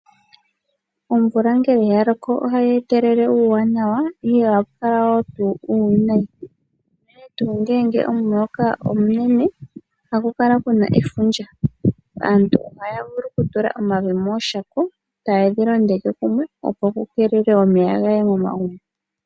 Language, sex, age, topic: Oshiwambo, female, 36-49, agriculture